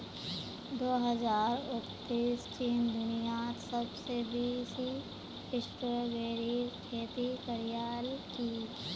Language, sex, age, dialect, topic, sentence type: Magahi, female, 25-30, Northeastern/Surjapuri, agriculture, statement